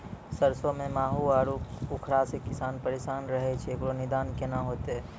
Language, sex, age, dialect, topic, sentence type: Maithili, male, 25-30, Angika, agriculture, question